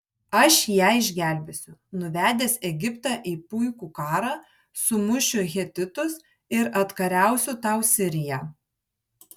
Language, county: Lithuanian, Kaunas